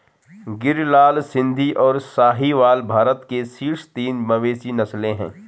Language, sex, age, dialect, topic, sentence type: Hindi, male, 36-40, Garhwali, agriculture, statement